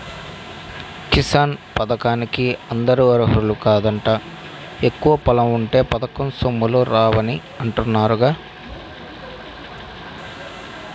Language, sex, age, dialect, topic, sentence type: Telugu, male, 25-30, Central/Coastal, agriculture, statement